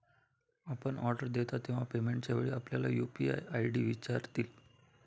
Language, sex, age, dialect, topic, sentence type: Marathi, male, 25-30, Standard Marathi, banking, statement